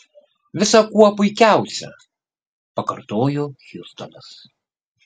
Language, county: Lithuanian, Kaunas